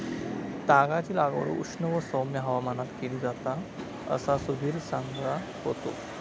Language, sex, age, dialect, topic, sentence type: Marathi, male, 25-30, Southern Konkan, agriculture, statement